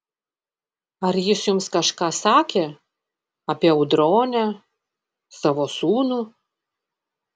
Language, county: Lithuanian, Panevėžys